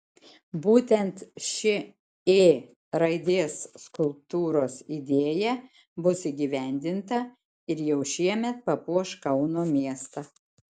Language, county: Lithuanian, Šiauliai